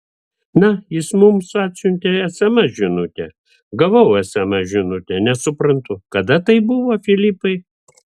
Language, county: Lithuanian, Vilnius